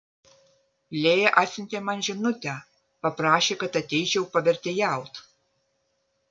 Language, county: Lithuanian, Vilnius